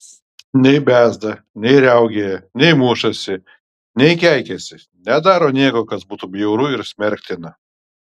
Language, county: Lithuanian, Kaunas